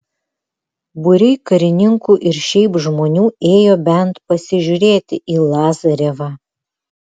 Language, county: Lithuanian, Vilnius